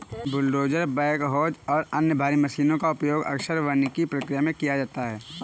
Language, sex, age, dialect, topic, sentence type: Hindi, male, 18-24, Kanauji Braj Bhasha, agriculture, statement